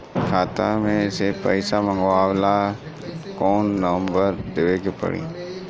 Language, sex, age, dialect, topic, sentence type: Bhojpuri, male, 18-24, Southern / Standard, banking, question